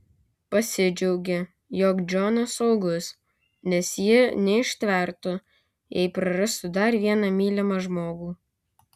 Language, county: Lithuanian, Kaunas